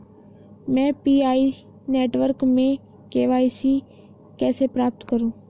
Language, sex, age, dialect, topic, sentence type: Hindi, female, 18-24, Hindustani Malvi Khadi Boli, banking, question